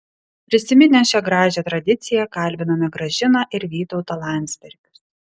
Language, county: Lithuanian, Vilnius